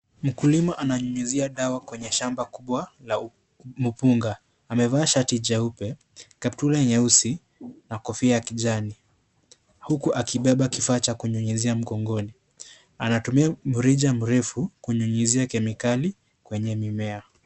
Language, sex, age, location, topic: Swahili, male, 25-35, Kisii, health